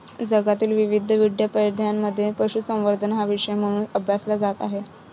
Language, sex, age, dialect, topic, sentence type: Marathi, female, 25-30, Varhadi, agriculture, statement